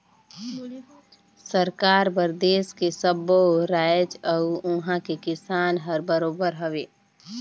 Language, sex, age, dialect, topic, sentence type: Chhattisgarhi, female, 18-24, Northern/Bhandar, agriculture, statement